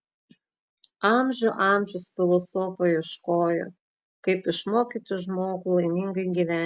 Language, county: Lithuanian, Klaipėda